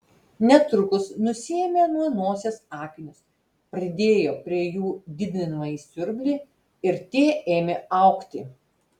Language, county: Lithuanian, Telšiai